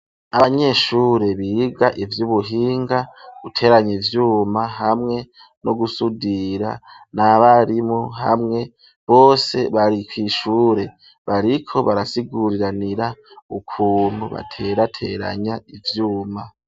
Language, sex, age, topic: Rundi, male, 25-35, education